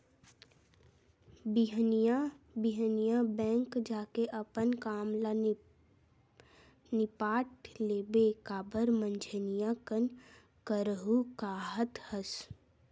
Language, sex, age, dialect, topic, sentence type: Chhattisgarhi, female, 18-24, Western/Budati/Khatahi, banking, statement